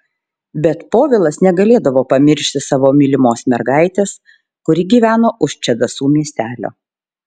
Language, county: Lithuanian, Šiauliai